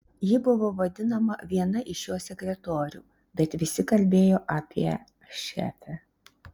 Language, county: Lithuanian, Šiauliai